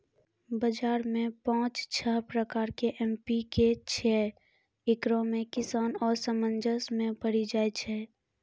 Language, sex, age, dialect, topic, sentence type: Maithili, female, 41-45, Angika, agriculture, question